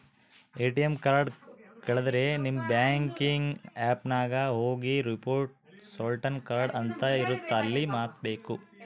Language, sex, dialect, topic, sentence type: Kannada, male, Central, banking, statement